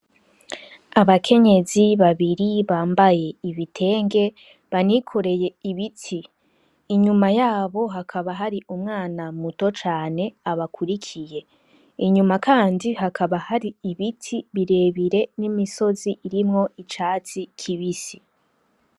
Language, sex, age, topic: Rundi, female, 18-24, agriculture